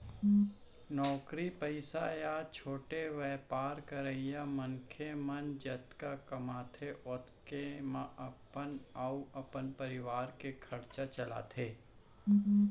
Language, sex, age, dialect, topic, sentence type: Chhattisgarhi, male, 41-45, Central, banking, statement